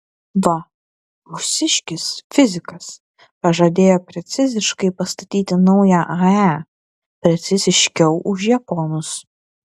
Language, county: Lithuanian, Klaipėda